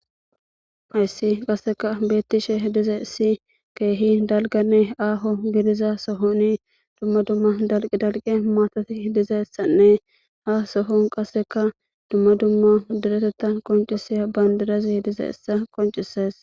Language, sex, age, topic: Gamo, male, 18-24, government